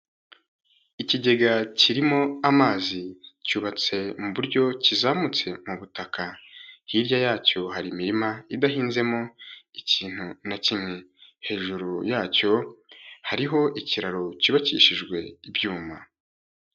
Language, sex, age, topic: Kinyarwanda, male, 18-24, health